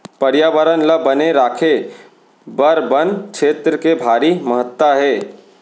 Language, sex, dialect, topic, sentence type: Chhattisgarhi, male, Central, agriculture, statement